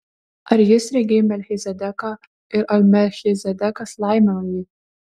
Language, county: Lithuanian, Kaunas